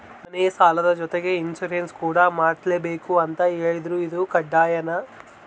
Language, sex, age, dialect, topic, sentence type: Kannada, male, 18-24, Central, banking, question